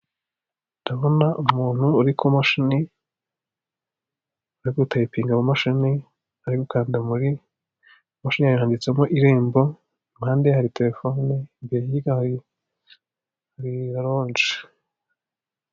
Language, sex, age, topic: Kinyarwanda, male, 18-24, government